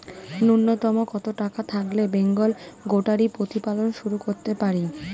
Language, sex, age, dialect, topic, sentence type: Bengali, female, 36-40, Standard Colloquial, agriculture, question